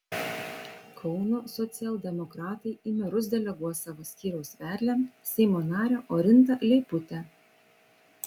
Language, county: Lithuanian, Vilnius